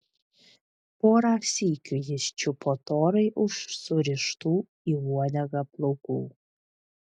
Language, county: Lithuanian, Vilnius